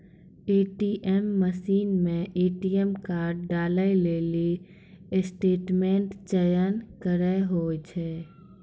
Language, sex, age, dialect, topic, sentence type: Maithili, female, 18-24, Angika, banking, statement